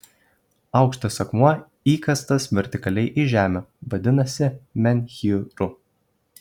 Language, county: Lithuanian, Kaunas